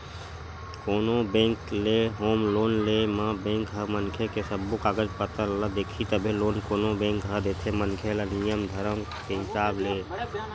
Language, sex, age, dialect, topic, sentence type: Chhattisgarhi, male, 25-30, Western/Budati/Khatahi, banking, statement